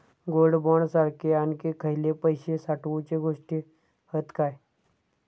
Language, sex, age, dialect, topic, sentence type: Marathi, male, 25-30, Southern Konkan, banking, question